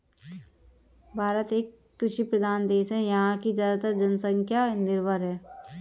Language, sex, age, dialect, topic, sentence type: Hindi, female, 18-24, Kanauji Braj Bhasha, banking, statement